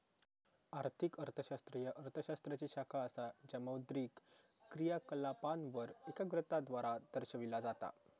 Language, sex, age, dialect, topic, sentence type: Marathi, male, 18-24, Southern Konkan, banking, statement